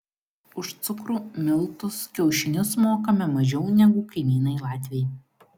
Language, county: Lithuanian, Klaipėda